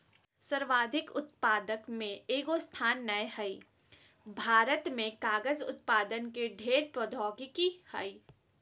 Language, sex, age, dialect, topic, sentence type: Magahi, female, 18-24, Southern, agriculture, statement